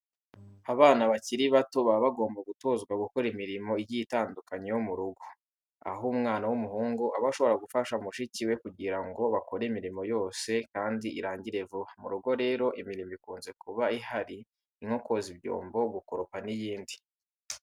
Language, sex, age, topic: Kinyarwanda, male, 18-24, education